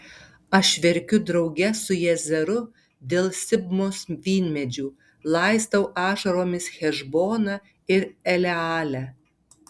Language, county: Lithuanian, Tauragė